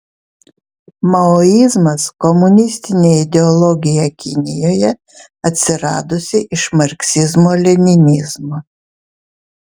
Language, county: Lithuanian, Vilnius